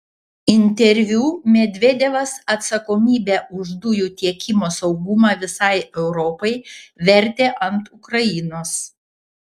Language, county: Lithuanian, Panevėžys